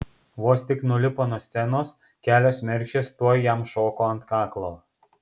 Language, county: Lithuanian, Kaunas